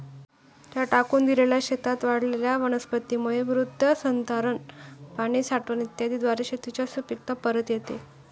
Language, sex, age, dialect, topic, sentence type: Marathi, female, 18-24, Standard Marathi, agriculture, statement